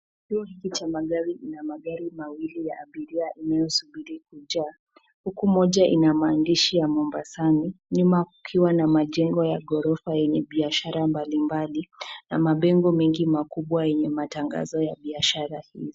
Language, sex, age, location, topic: Swahili, female, 25-35, Nairobi, government